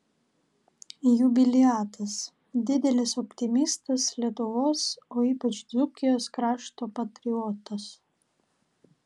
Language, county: Lithuanian, Vilnius